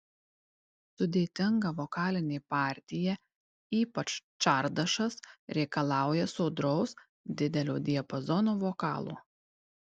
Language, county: Lithuanian, Tauragė